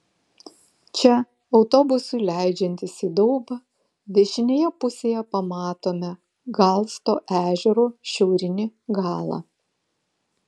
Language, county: Lithuanian, Vilnius